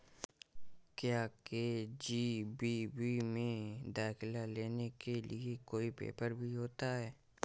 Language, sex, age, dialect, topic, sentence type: Hindi, male, 18-24, Awadhi Bundeli, banking, statement